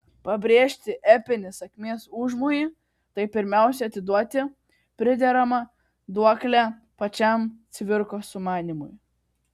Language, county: Lithuanian, Kaunas